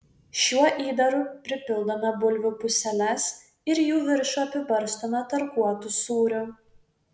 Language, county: Lithuanian, Vilnius